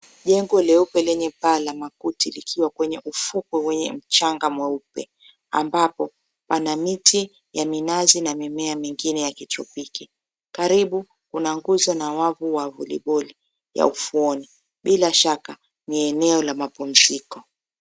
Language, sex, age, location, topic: Swahili, female, 25-35, Mombasa, government